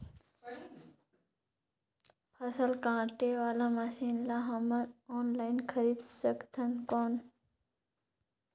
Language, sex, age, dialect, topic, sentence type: Chhattisgarhi, female, 25-30, Northern/Bhandar, agriculture, question